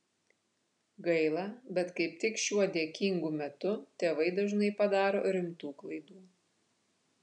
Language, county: Lithuanian, Vilnius